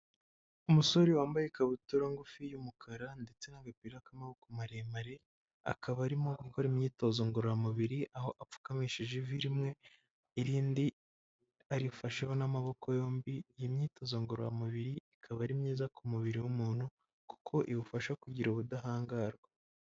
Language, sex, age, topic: Kinyarwanda, female, 25-35, health